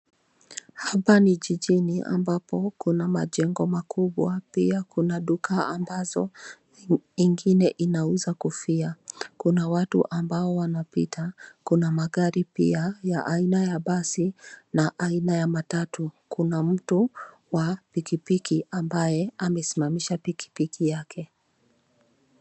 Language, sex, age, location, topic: Swahili, female, 25-35, Nairobi, government